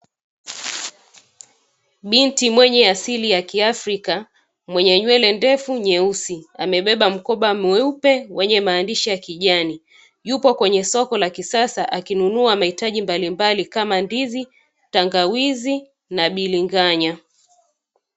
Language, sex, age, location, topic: Swahili, female, 25-35, Dar es Salaam, finance